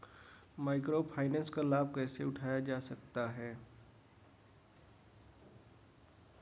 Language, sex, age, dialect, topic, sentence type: Hindi, male, 60-100, Kanauji Braj Bhasha, banking, statement